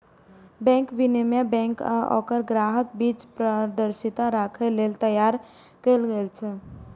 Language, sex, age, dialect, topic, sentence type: Maithili, female, 18-24, Eastern / Thethi, banking, statement